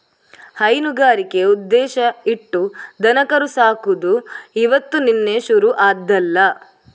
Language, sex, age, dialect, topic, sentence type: Kannada, female, 18-24, Coastal/Dakshin, agriculture, statement